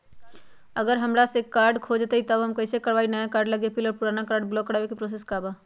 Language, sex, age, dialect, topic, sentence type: Magahi, female, 46-50, Western, banking, question